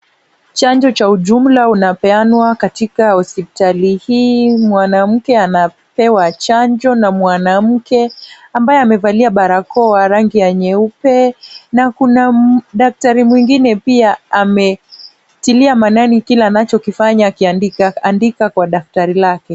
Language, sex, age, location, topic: Swahili, female, 18-24, Kisumu, health